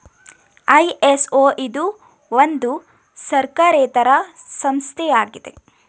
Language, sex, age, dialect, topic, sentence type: Kannada, female, 18-24, Mysore Kannada, banking, statement